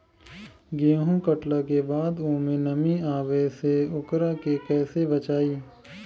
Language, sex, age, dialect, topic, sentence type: Bhojpuri, male, 25-30, Southern / Standard, agriculture, question